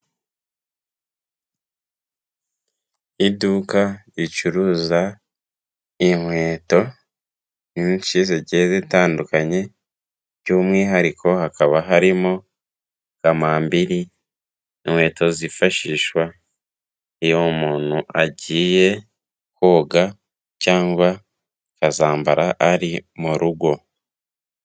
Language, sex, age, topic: Kinyarwanda, male, 18-24, finance